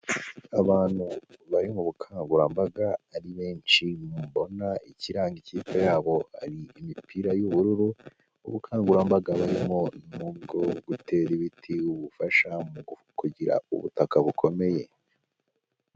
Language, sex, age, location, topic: Kinyarwanda, male, 18-24, Huye, health